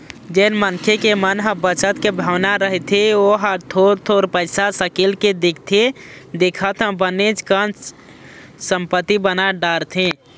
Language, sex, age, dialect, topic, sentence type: Chhattisgarhi, male, 18-24, Eastern, banking, statement